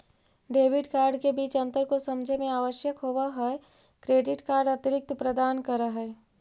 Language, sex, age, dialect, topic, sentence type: Magahi, female, 51-55, Central/Standard, banking, question